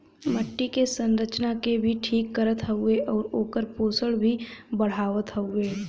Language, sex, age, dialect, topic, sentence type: Bhojpuri, female, 18-24, Western, agriculture, statement